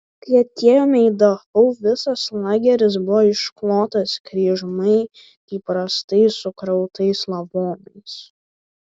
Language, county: Lithuanian, Vilnius